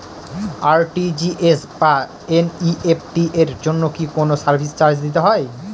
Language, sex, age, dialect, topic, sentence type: Bengali, male, 18-24, Northern/Varendri, banking, question